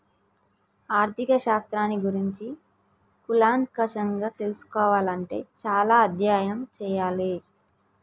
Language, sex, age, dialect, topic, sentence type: Telugu, female, 18-24, Telangana, banking, statement